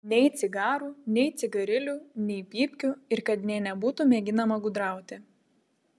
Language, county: Lithuanian, Vilnius